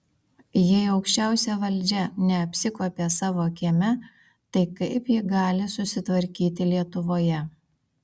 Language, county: Lithuanian, Vilnius